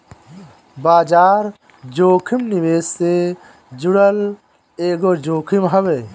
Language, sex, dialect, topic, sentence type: Bhojpuri, male, Northern, banking, statement